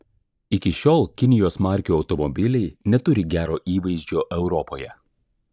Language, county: Lithuanian, Klaipėda